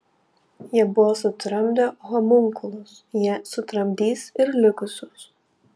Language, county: Lithuanian, Panevėžys